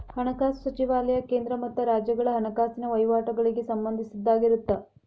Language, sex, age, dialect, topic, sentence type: Kannada, female, 25-30, Dharwad Kannada, banking, statement